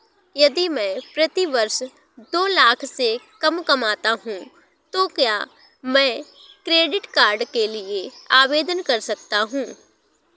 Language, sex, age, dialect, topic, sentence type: Hindi, female, 18-24, Awadhi Bundeli, banking, question